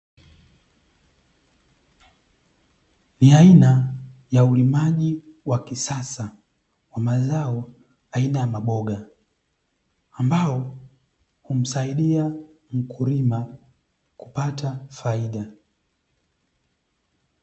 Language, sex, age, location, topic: Swahili, male, 18-24, Dar es Salaam, agriculture